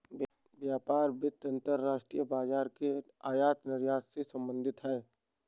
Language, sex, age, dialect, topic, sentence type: Hindi, male, 18-24, Awadhi Bundeli, banking, statement